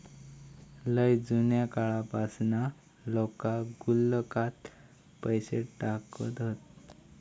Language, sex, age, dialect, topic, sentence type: Marathi, male, 18-24, Southern Konkan, banking, statement